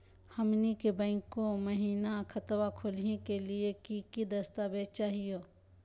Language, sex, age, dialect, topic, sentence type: Magahi, female, 25-30, Southern, banking, question